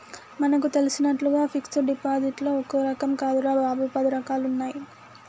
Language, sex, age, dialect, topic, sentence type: Telugu, female, 18-24, Telangana, banking, statement